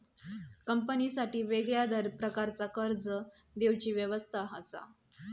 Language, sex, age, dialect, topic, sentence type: Marathi, female, 31-35, Southern Konkan, banking, statement